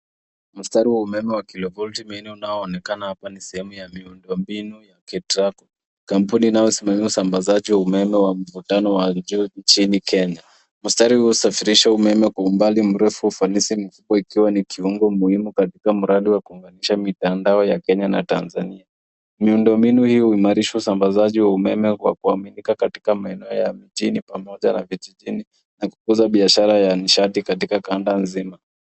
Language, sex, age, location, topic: Swahili, male, 25-35, Nairobi, government